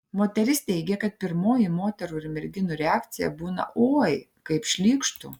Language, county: Lithuanian, Klaipėda